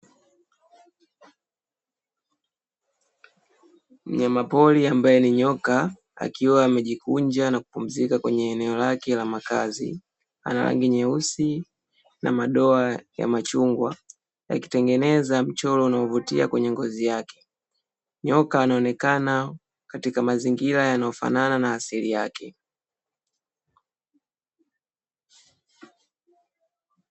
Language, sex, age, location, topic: Swahili, female, 18-24, Dar es Salaam, agriculture